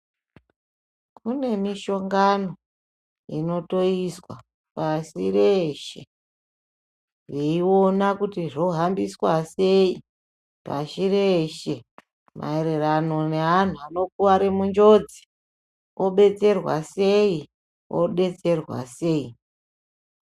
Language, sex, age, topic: Ndau, female, 36-49, health